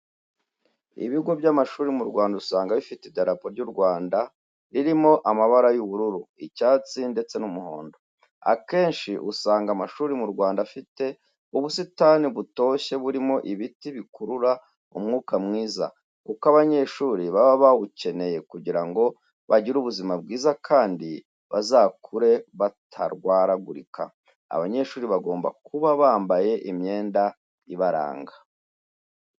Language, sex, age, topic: Kinyarwanda, male, 36-49, education